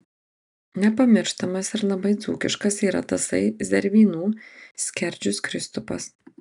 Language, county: Lithuanian, Marijampolė